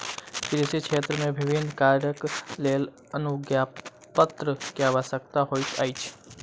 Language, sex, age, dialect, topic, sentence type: Maithili, male, 18-24, Southern/Standard, agriculture, statement